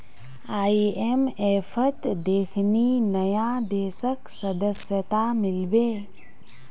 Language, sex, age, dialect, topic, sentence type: Magahi, female, 18-24, Northeastern/Surjapuri, banking, statement